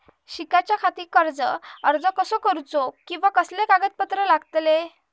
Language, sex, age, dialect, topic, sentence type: Marathi, female, 31-35, Southern Konkan, banking, question